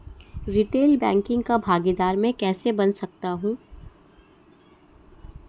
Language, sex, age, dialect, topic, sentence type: Hindi, female, 60-100, Marwari Dhudhari, banking, statement